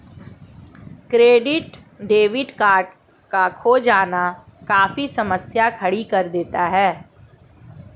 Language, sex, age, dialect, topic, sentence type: Hindi, female, 41-45, Marwari Dhudhari, banking, statement